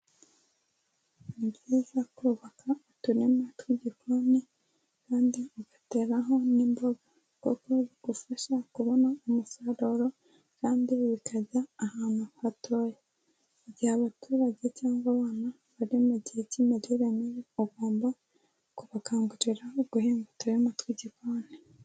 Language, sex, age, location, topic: Kinyarwanda, female, 18-24, Kigali, agriculture